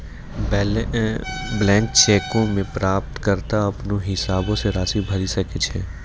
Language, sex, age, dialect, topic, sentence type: Maithili, male, 18-24, Angika, banking, statement